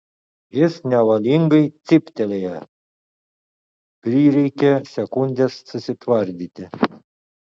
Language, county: Lithuanian, Utena